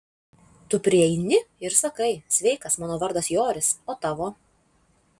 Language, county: Lithuanian, Alytus